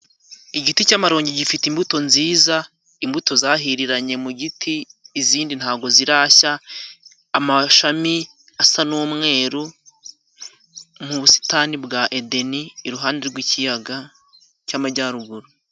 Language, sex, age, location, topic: Kinyarwanda, male, 18-24, Musanze, agriculture